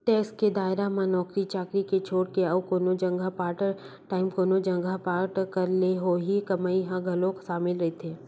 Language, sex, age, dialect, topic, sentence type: Chhattisgarhi, female, 31-35, Western/Budati/Khatahi, banking, statement